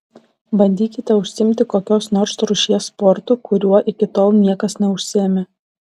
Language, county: Lithuanian, Šiauliai